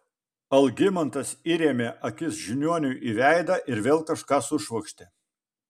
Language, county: Lithuanian, Vilnius